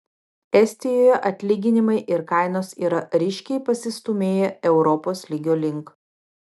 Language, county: Lithuanian, Vilnius